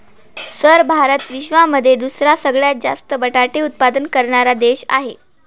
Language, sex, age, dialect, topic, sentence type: Marathi, male, 18-24, Northern Konkan, agriculture, statement